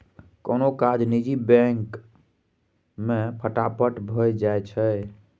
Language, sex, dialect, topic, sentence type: Maithili, male, Bajjika, banking, statement